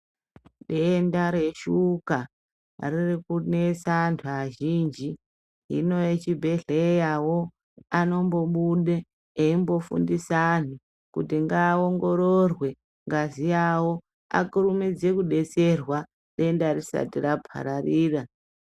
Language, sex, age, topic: Ndau, male, 36-49, health